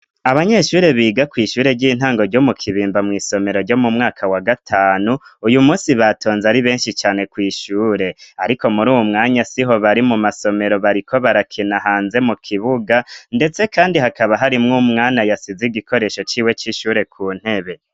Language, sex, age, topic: Rundi, male, 25-35, education